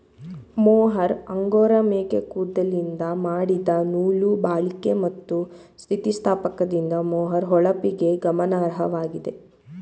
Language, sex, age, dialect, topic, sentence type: Kannada, female, 18-24, Mysore Kannada, agriculture, statement